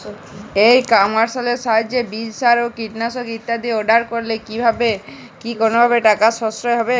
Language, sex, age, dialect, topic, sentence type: Bengali, male, 18-24, Jharkhandi, agriculture, question